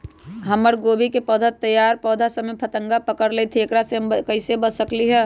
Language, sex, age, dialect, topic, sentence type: Magahi, male, 18-24, Western, agriculture, question